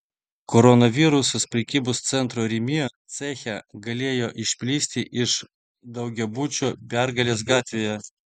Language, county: Lithuanian, Vilnius